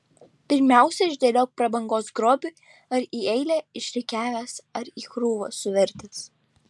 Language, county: Lithuanian, Šiauliai